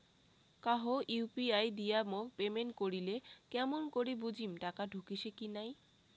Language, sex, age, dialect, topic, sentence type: Bengali, female, 18-24, Rajbangshi, banking, question